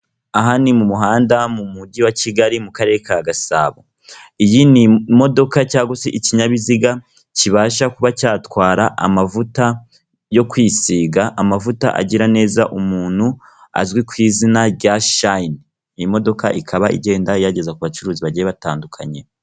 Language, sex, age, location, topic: Kinyarwanda, female, 36-49, Kigali, government